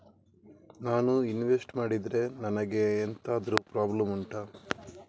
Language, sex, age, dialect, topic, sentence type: Kannada, male, 25-30, Coastal/Dakshin, banking, question